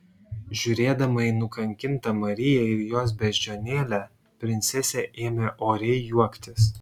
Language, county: Lithuanian, Šiauliai